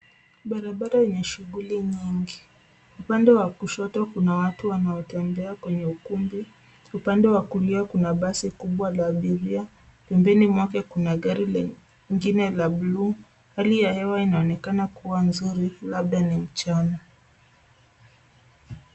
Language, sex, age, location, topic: Swahili, female, 25-35, Nairobi, government